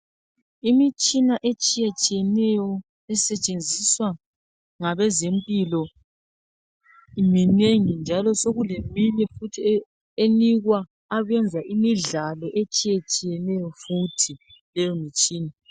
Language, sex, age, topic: North Ndebele, male, 36-49, health